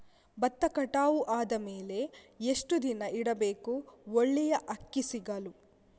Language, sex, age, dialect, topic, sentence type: Kannada, female, 51-55, Coastal/Dakshin, agriculture, question